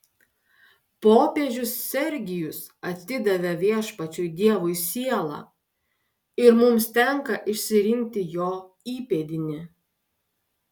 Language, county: Lithuanian, Klaipėda